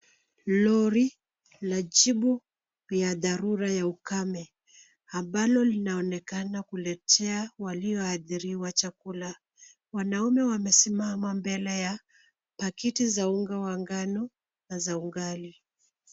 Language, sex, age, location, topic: Swahili, female, 25-35, Nairobi, health